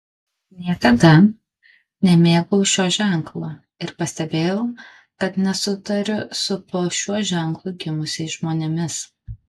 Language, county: Lithuanian, Kaunas